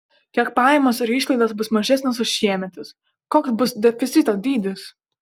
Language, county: Lithuanian, Panevėžys